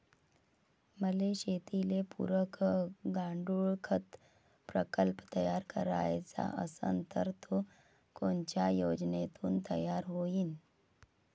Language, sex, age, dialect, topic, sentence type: Marathi, female, 56-60, Varhadi, agriculture, question